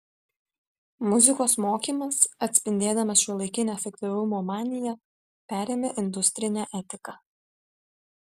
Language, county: Lithuanian, Vilnius